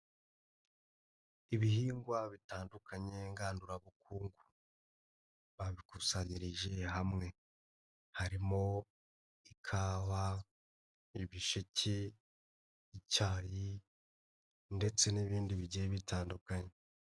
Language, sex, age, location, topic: Kinyarwanda, male, 25-35, Nyagatare, agriculture